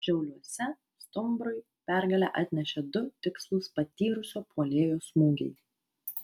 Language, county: Lithuanian, Vilnius